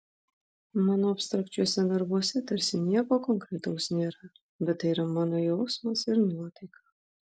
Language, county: Lithuanian, Vilnius